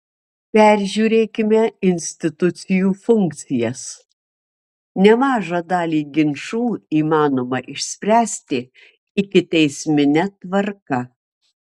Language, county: Lithuanian, Marijampolė